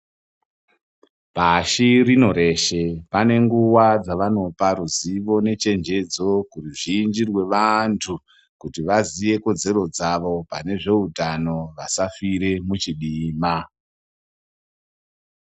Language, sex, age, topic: Ndau, male, 36-49, health